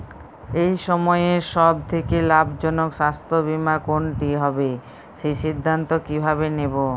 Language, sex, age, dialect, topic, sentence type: Bengali, female, 31-35, Jharkhandi, banking, question